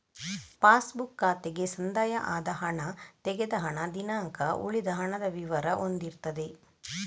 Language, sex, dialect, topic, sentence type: Kannada, female, Coastal/Dakshin, banking, statement